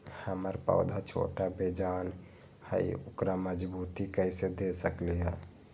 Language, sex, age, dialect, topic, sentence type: Magahi, male, 18-24, Western, agriculture, question